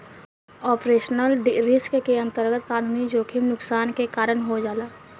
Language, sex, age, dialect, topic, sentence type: Bhojpuri, female, 18-24, Southern / Standard, banking, statement